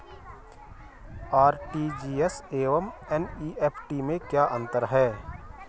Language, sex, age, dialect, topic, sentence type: Hindi, male, 41-45, Garhwali, banking, question